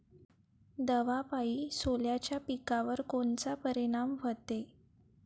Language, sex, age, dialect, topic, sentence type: Marathi, female, 18-24, Varhadi, agriculture, question